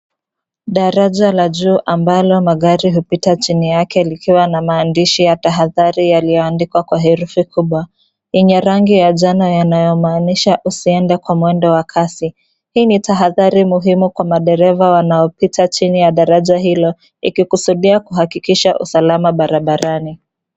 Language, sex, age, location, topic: Swahili, female, 25-35, Nairobi, government